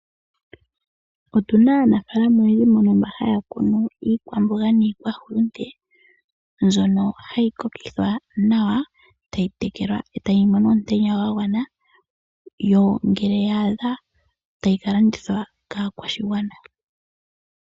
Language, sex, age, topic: Oshiwambo, female, 18-24, agriculture